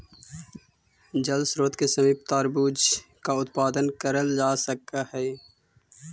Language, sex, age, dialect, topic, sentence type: Magahi, male, 25-30, Central/Standard, agriculture, statement